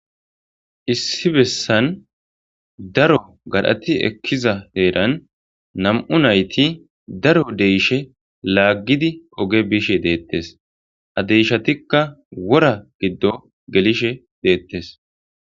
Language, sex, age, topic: Gamo, male, 25-35, agriculture